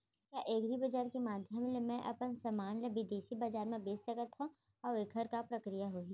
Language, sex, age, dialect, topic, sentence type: Chhattisgarhi, female, 36-40, Central, agriculture, question